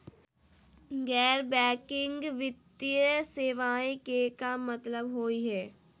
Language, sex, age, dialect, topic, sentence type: Magahi, female, 18-24, Southern, banking, question